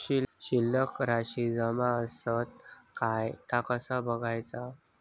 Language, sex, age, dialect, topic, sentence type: Marathi, male, 41-45, Southern Konkan, banking, question